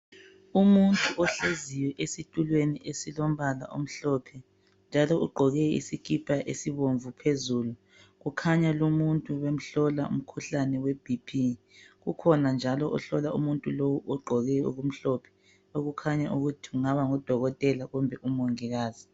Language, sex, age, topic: North Ndebele, male, 36-49, health